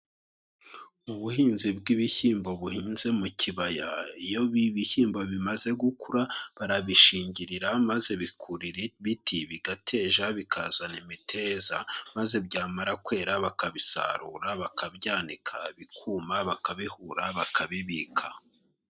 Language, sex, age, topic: Kinyarwanda, male, 25-35, agriculture